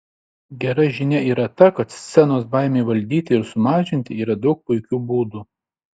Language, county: Lithuanian, Šiauliai